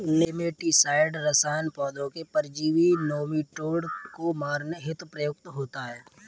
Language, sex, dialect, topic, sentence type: Hindi, male, Kanauji Braj Bhasha, agriculture, statement